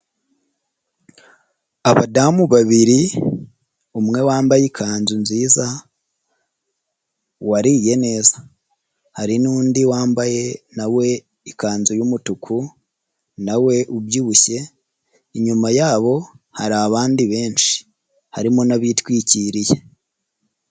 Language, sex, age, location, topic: Kinyarwanda, female, 18-24, Nyagatare, government